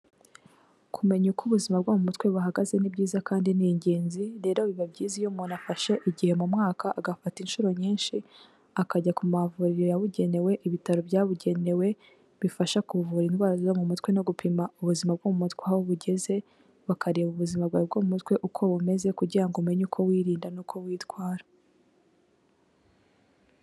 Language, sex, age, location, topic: Kinyarwanda, female, 18-24, Kigali, health